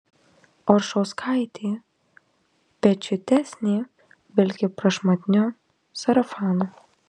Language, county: Lithuanian, Marijampolė